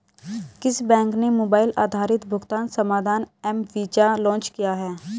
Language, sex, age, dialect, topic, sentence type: Hindi, female, 25-30, Hindustani Malvi Khadi Boli, banking, question